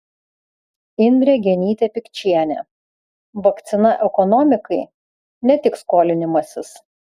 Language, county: Lithuanian, Vilnius